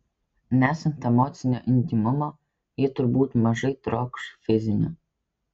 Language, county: Lithuanian, Kaunas